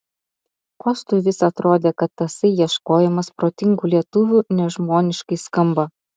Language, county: Lithuanian, Utena